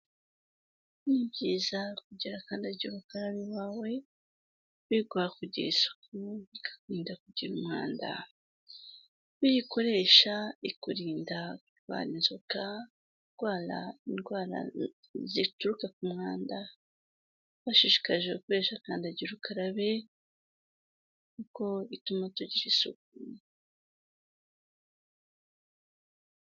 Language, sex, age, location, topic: Kinyarwanda, female, 25-35, Kigali, health